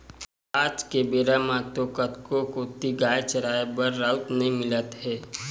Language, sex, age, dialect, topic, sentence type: Chhattisgarhi, male, 18-24, Western/Budati/Khatahi, agriculture, statement